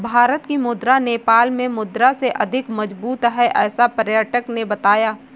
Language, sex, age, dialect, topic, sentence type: Hindi, female, 18-24, Marwari Dhudhari, banking, statement